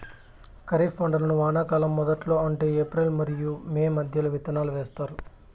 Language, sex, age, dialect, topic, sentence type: Telugu, male, 25-30, Southern, agriculture, statement